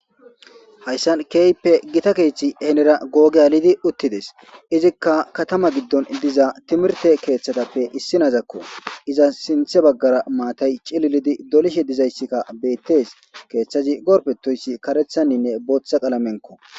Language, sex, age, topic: Gamo, male, 25-35, government